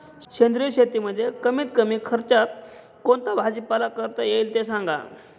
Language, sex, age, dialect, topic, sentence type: Marathi, male, 25-30, Northern Konkan, agriculture, question